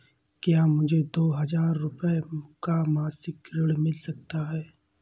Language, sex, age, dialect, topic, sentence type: Hindi, male, 25-30, Awadhi Bundeli, banking, question